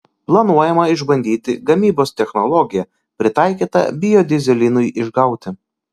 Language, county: Lithuanian, Kaunas